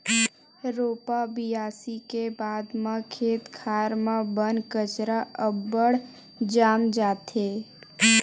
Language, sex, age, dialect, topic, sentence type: Chhattisgarhi, female, 18-24, Western/Budati/Khatahi, agriculture, statement